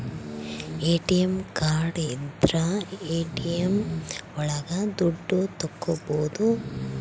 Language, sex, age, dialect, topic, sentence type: Kannada, female, 25-30, Central, banking, statement